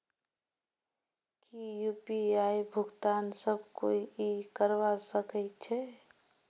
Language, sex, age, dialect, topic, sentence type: Magahi, female, 25-30, Northeastern/Surjapuri, banking, question